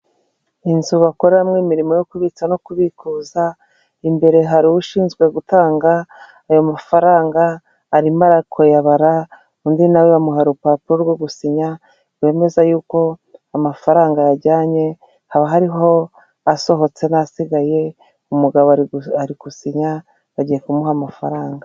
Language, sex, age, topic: Kinyarwanda, female, 36-49, finance